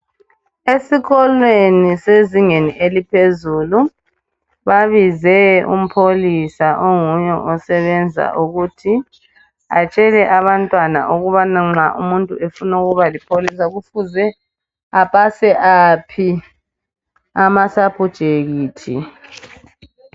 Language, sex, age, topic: North Ndebele, male, 25-35, education